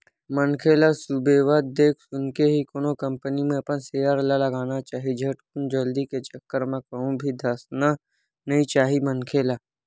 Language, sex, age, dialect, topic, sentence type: Chhattisgarhi, male, 18-24, Western/Budati/Khatahi, banking, statement